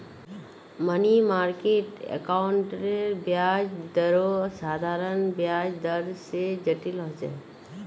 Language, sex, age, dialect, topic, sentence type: Magahi, female, 36-40, Northeastern/Surjapuri, banking, statement